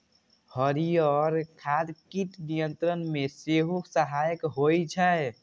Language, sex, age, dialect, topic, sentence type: Maithili, male, 18-24, Eastern / Thethi, agriculture, statement